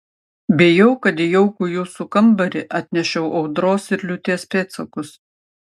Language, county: Lithuanian, Panevėžys